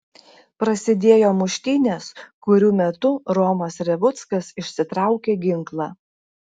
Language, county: Lithuanian, Klaipėda